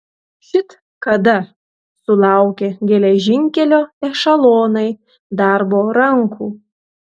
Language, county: Lithuanian, Telšiai